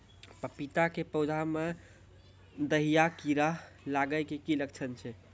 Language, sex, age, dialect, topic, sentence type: Maithili, male, 18-24, Angika, agriculture, question